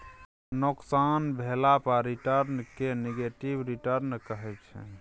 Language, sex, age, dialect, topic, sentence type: Maithili, male, 18-24, Bajjika, banking, statement